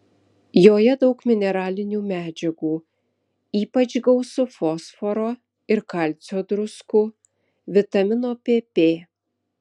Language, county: Lithuanian, Vilnius